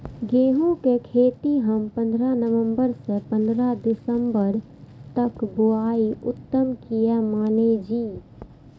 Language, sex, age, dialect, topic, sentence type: Maithili, female, 56-60, Eastern / Thethi, agriculture, question